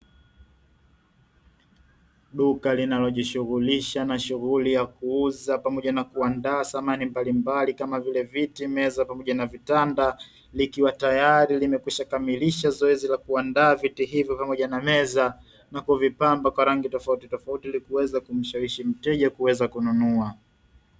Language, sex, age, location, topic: Swahili, male, 25-35, Dar es Salaam, finance